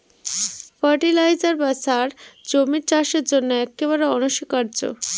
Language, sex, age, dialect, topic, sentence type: Bengali, female, 31-35, Northern/Varendri, agriculture, statement